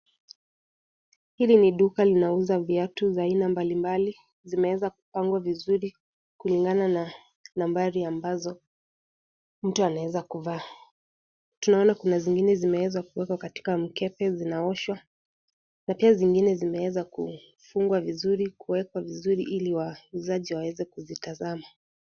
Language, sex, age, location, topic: Swahili, female, 18-24, Kisii, finance